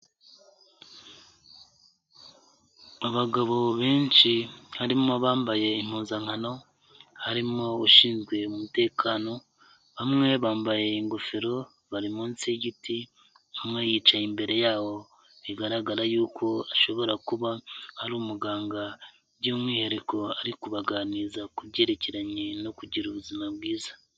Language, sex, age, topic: Kinyarwanda, male, 25-35, health